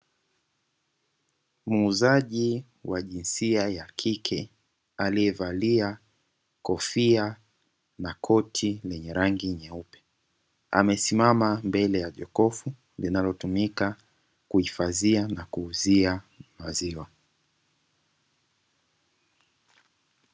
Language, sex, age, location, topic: Swahili, male, 18-24, Dar es Salaam, finance